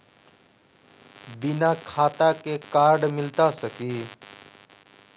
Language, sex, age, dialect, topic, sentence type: Magahi, male, 25-30, Southern, banking, question